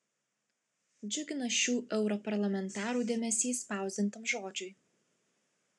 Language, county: Lithuanian, Klaipėda